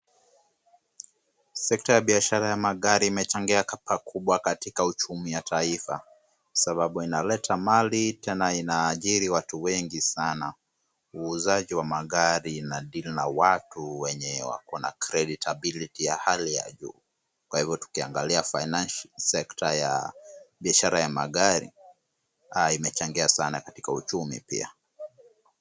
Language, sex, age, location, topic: Swahili, male, 25-35, Kisumu, finance